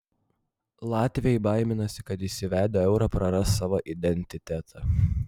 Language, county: Lithuanian, Vilnius